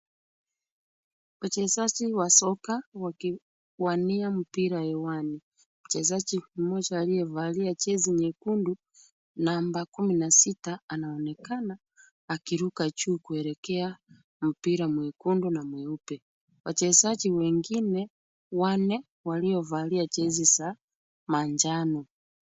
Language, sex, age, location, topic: Swahili, female, 36-49, Kisumu, government